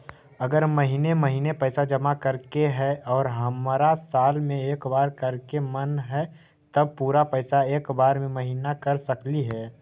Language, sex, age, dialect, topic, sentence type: Magahi, male, 18-24, Central/Standard, banking, question